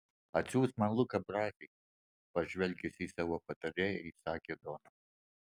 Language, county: Lithuanian, Alytus